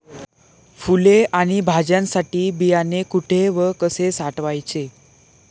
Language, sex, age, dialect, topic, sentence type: Marathi, male, 18-24, Standard Marathi, agriculture, question